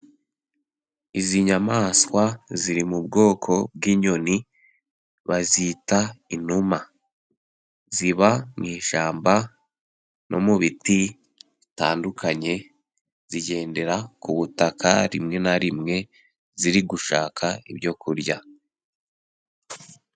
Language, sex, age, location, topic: Kinyarwanda, male, 18-24, Musanze, agriculture